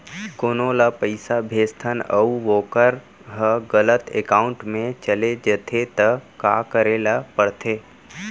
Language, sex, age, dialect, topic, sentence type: Chhattisgarhi, female, 18-24, Central, banking, question